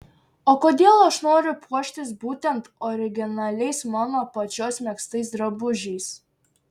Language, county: Lithuanian, Šiauliai